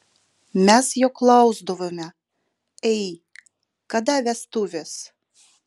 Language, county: Lithuanian, Utena